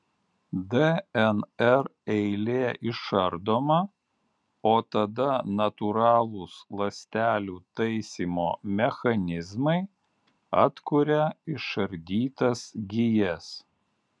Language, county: Lithuanian, Alytus